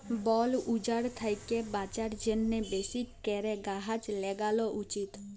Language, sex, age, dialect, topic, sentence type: Bengali, female, 18-24, Jharkhandi, agriculture, statement